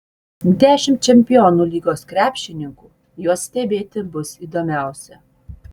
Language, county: Lithuanian, Utena